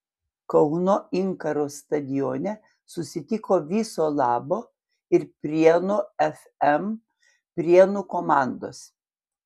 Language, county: Lithuanian, Panevėžys